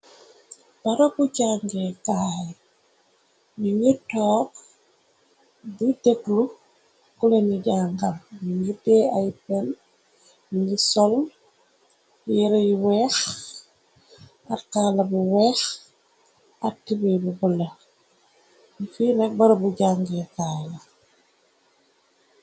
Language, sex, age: Wolof, female, 25-35